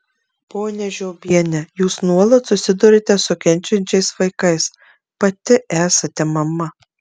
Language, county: Lithuanian, Marijampolė